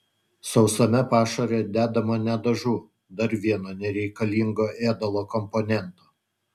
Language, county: Lithuanian, Utena